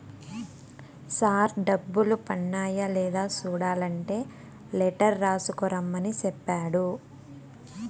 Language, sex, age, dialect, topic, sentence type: Telugu, female, 18-24, Southern, banking, statement